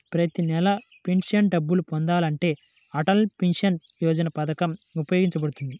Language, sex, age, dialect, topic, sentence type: Telugu, male, 56-60, Central/Coastal, banking, statement